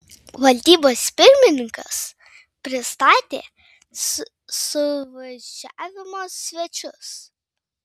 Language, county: Lithuanian, Vilnius